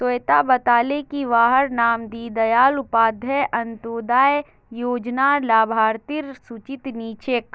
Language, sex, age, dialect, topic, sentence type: Magahi, female, 18-24, Northeastern/Surjapuri, banking, statement